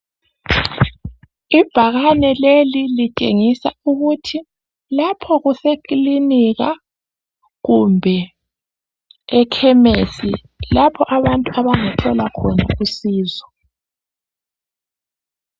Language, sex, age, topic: North Ndebele, female, 25-35, health